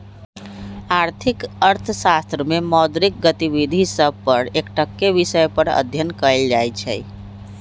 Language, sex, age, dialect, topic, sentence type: Magahi, female, 36-40, Western, banking, statement